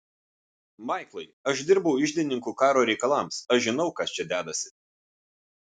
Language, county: Lithuanian, Vilnius